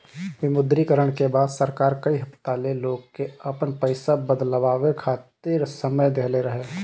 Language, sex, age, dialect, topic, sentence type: Bhojpuri, male, 25-30, Northern, banking, statement